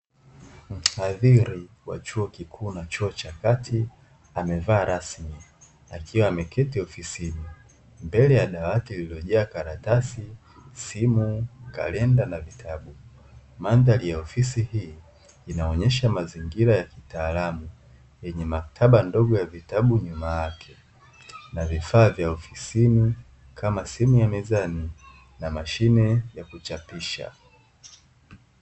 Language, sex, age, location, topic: Swahili, male, 18-24, Dar es Salaam, education